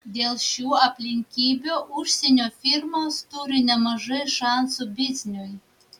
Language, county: Lithuanian, Vilnius